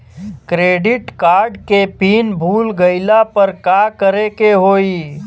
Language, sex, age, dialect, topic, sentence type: Bhojpuri, male, 31-35, Western, banking, question